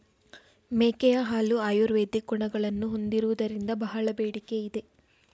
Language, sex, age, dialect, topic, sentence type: Kannada, female, 18-24, Mysore Kannada, agriculture, statement